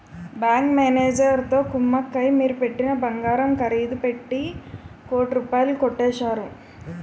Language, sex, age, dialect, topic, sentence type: Telugu, female, 25-30, Utterandhra, banking, statement